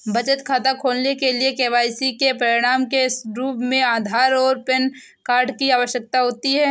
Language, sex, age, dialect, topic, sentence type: Hindi, male, 25-30, Kanauji Braj Bhasha, banking, statement